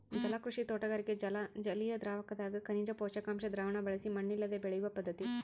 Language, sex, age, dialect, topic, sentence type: Kannada, female, 25-30, Central, agriculture, statement